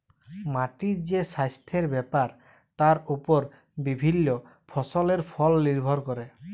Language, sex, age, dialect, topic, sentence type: Bengali, male, 25-30, Jharkhandi, agriculture, statement